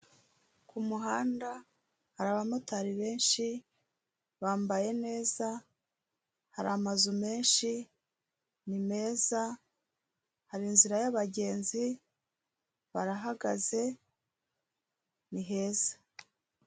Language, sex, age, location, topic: Kinyarwanda, female, 36-49, Kigali, government